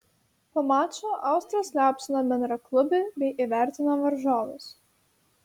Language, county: Lithuanian, Šiauliai